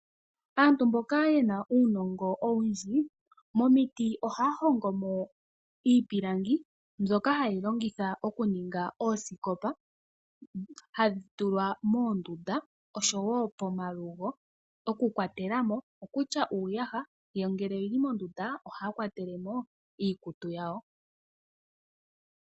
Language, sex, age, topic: Oshiwambo, female, 25-35, finance